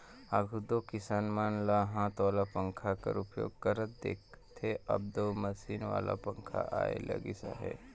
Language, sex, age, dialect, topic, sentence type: Chhattisgarhi, male, 25-30, Northern/Bhandar, agriculture, statement